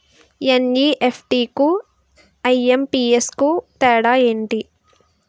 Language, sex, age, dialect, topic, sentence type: Telugu, female, 18-24, Utterandhra, banking, question